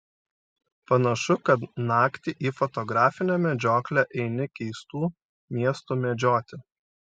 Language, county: Lithuanian, Šiauliai